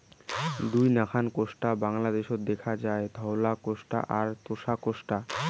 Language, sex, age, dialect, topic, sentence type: Bengali, male, 18-24, Rajbangshi, agriculture, statement